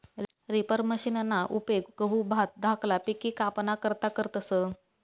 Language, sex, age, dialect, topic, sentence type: Marathi, female, 25-30, Northern Konkan, agriculture, statement